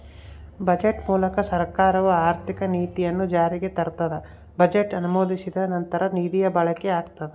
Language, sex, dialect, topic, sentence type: Kannada, male, Central, banking, statement